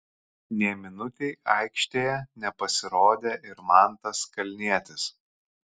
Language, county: Lithuanian, Kaunas